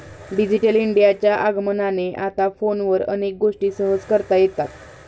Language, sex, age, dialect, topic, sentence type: Marathi, female, 41-45, Standard Marathi, banking, statement